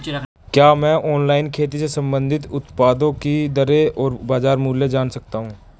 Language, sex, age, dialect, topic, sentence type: Hindi, male, 18-24, Marwari Dhudhari, agriculture, question